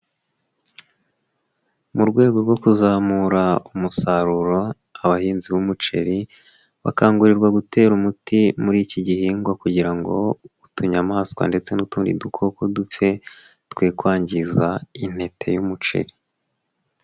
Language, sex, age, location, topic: Kinyarwanda, male, 18-24, Nyagatare, agriculture